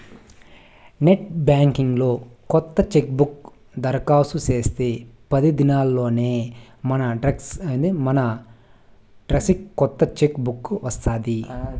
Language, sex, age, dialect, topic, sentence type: Telugu, male, 25-30, Southern, banking, statement